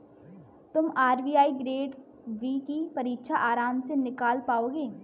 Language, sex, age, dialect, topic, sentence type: Hindi, female, 18-24, Kanauji Braj Bhasha, banking, statement